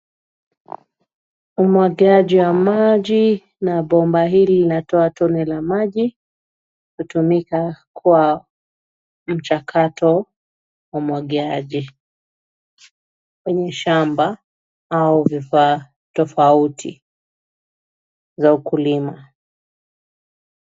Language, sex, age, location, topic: Swahili, female, 36-49, Nairobi, agriculture